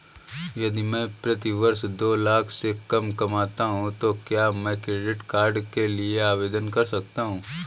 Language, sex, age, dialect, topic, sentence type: Hindi, female, 18-24, Awadhi Bundeli, banking, question